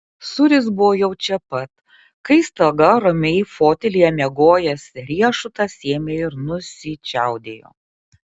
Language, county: Lithuanian, Kaunas